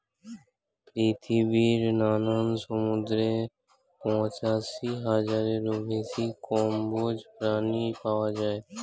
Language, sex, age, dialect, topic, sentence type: Bengali, male, <18, Standard Colloquial, agriculture, statement